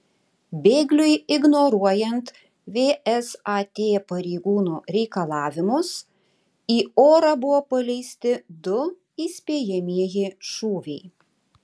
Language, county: Lithuanian, Tauragė